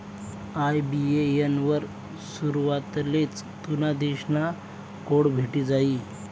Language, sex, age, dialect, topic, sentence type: Marathi, male, 25-30, Northern Konkan, banking, statement